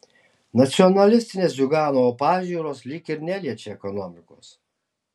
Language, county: Lithuanian, Alytus